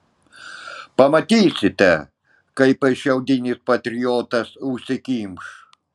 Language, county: Lithuanian, Klaipėda